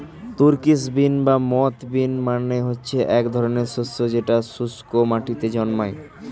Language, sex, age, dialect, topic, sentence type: Bengali, male, 18-24, Standard Colloquial, agriculture, statement